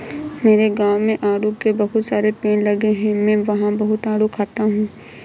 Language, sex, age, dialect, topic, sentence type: Hindi, female, 51-55, Awadhi Bundeli, agriculture, statement